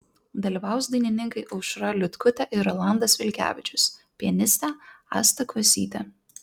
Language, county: Lithuanian, Klaipėda